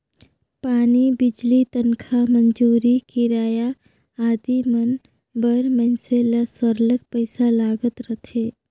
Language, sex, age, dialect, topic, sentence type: Chhattisgarhi, female, 36-40, Northern/Bhandar, banking, statement